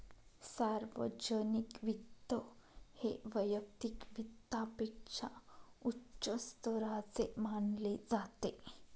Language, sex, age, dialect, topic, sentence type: Marathi, female, 25-30, Northern Konkan, banking, statement